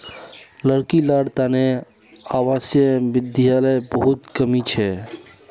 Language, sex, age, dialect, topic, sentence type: Magahi, male, 18-24, Northeastern/Surjapuri, banking, statement